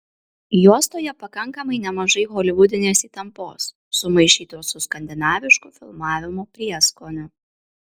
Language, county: Lithuanian, Kaunas